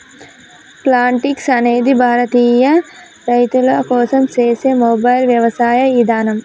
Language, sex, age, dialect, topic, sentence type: Telugu, male, 18-24, Telangana, agriculture, statement